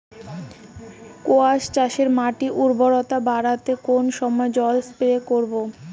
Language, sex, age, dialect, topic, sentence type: Bengali, female, 18-24, Rajbangshi, agriculture, question